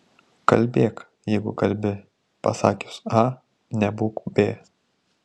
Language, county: Lithuanian, Tauragė